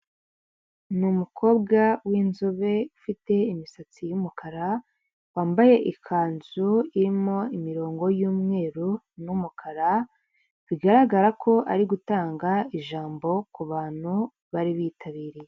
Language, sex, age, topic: Kinyarwanda, female, 18-24, government